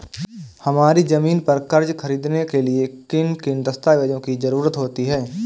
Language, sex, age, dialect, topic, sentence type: Hindi, male, 18-24, Awadhi Bundeli, banking, question